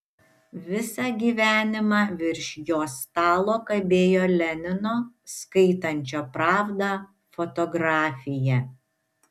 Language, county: Lithuanian, Šiauliai